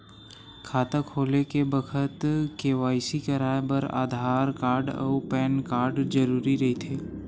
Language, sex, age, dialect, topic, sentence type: Chhattisgarhi, male, 18-24, Western/Budati/Khatahi, banking, statement